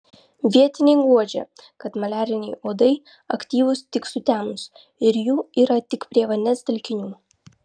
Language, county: Lithuanian, Vilnius